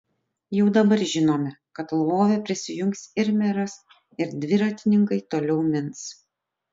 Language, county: Lithuanian, Utena